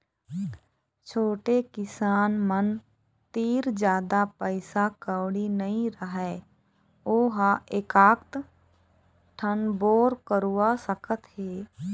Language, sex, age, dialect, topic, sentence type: Chhattisgarhi, female, 25-30, Eastern, agriculture, statement